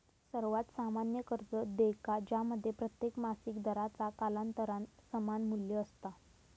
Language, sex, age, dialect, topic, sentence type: Marathi, female, 18-24, Southern Konkan, banking, statement